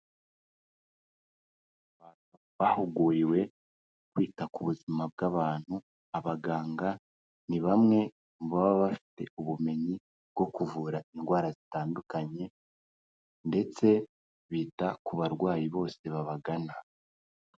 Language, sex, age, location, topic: Kinyarwanda, male, 18-24, Kigali, health